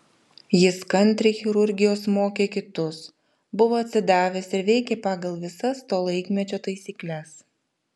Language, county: Lithuanian, Vilnius